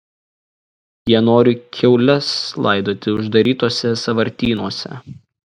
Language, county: Lithuanian, Šiauliai